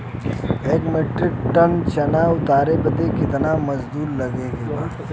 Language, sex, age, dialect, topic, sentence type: Bhojpuri, male, 18-24, Western, agriculture, question